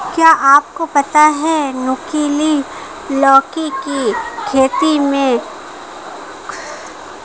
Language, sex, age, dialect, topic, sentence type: Hindi, female, 25-30, Marwari Dhudhari, agriculture, statement